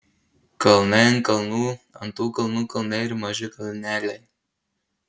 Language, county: Lithuanian, Marijampolė